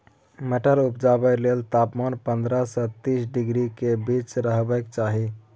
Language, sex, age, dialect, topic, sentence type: Maithili, male, 18-24, Bajjika, agriculture, statement